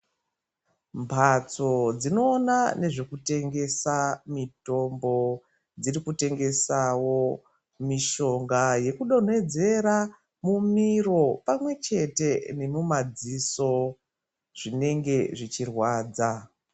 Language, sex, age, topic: Ndau, female, 36-49, health